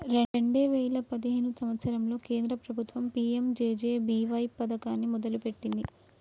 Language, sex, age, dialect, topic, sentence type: Telugu, female, 25-30, Telangana, banking, statement